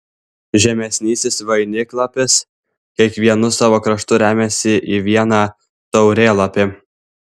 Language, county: Lithuanian, Klaipėda